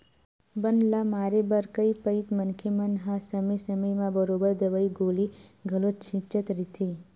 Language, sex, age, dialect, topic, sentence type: Chhattisgarhi, female, 18-24, Western/Budati/Khatahi, agriculture, statement